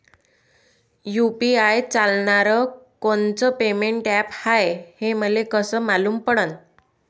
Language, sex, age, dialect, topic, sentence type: Marathi, female, 25-30, Varhadi, banking, question